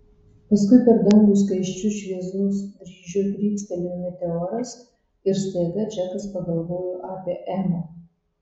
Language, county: Lithuanian, Marijampolė